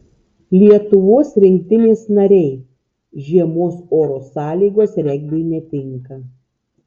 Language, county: Lithuanian, Tauragė